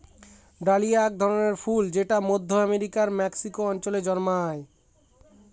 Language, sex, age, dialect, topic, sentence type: Bengali, male, 25-30, Northern/Varendri, agriculture, statement